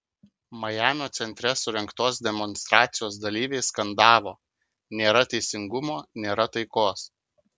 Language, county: Lithuanian, Kaunas